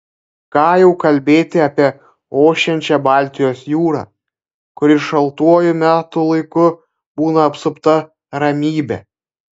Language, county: Lithuanian, Panevėžys